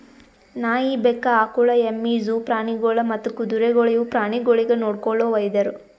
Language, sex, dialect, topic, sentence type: Kannada, female, Northeastern, agriculture, statement